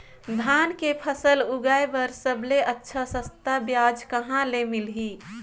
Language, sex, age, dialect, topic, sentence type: Chhattisgarhi, female, 25-30, Northern/Bhandar, agriculture, question